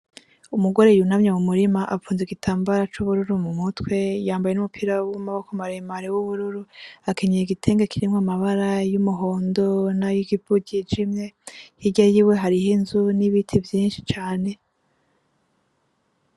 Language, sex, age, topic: Rundi, female, 25-35, agriculture